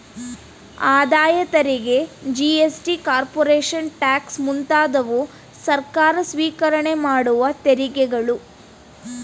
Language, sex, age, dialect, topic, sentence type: Kannada, female, 18-24, Mysore Kannada, banking, statement